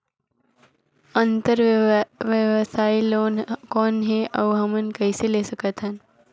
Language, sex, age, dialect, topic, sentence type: Chhattisgarhi, female, 56-60, Northern/Bhandar, banking, question